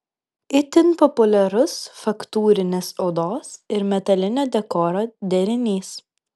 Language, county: Lithuanian, Vilnius